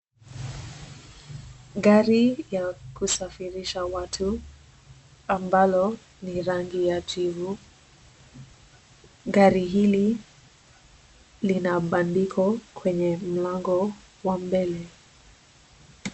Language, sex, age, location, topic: Swahili, female, 18-24, Nairobi, finance